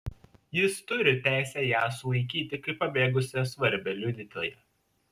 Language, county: Lithuanian, Šiauliai